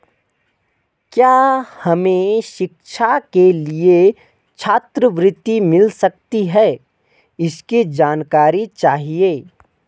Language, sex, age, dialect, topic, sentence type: Hindi, male, 18-24, Garhwali, banking, question